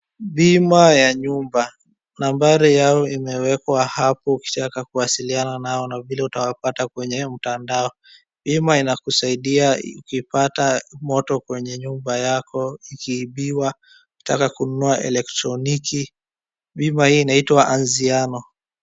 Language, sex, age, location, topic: Swahili, male, 50+, Wajir, finance